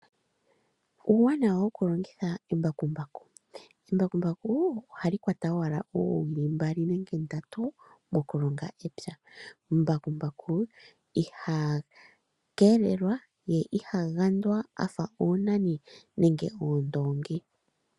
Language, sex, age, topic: Oshiwambo, female, 25-35, agriculture